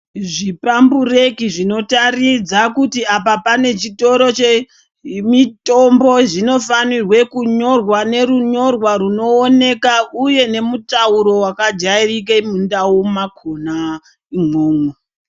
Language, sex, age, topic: Ndau, male, 50+, health